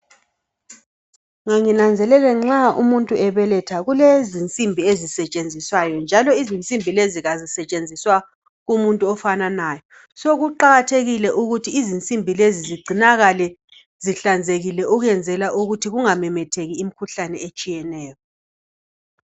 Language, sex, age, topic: North Ndebele, female, 36-49, health